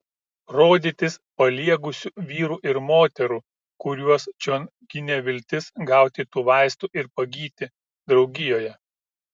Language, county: Lithuanian, Kaunas